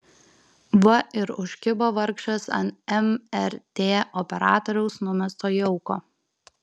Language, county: Lithuanian, Kaunas